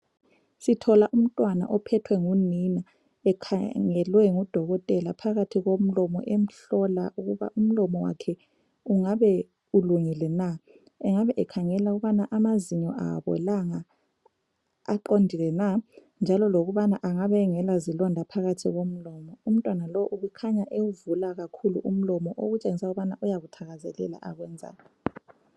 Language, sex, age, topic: North Ndebele, female, 25-35, health